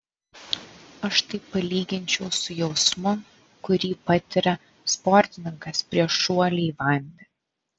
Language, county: Lithuanian, Vilnius